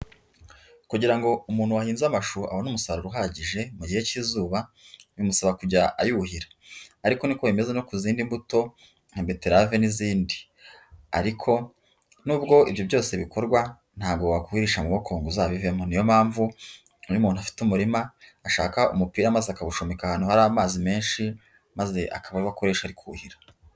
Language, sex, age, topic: Kinyarwanda, female, 25-35, agriculture